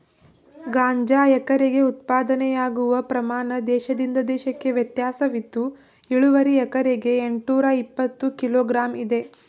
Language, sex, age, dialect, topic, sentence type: Kannada, female, 18-24, Mysore Kannada, agriculture, statement